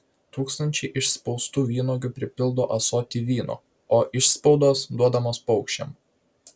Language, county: Lithuanian, Vilnius